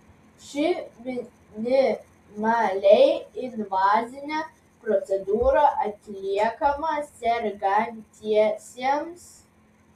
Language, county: Lithuanian, Vilnius